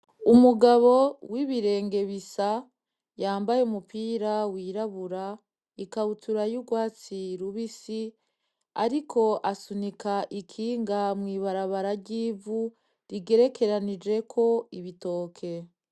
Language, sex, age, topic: Rundi, female, 25-35, agriculture